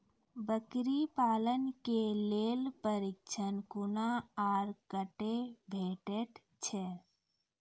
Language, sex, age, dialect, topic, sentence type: Maithili, female, 25-30, Angika, agriculture, question